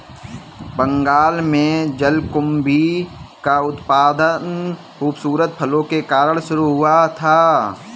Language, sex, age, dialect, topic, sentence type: Hindi, male, 18-24, Kanauji Braj Bhasha, agriculture, statement